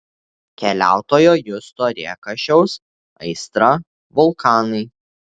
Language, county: Lithuanian, Tauragė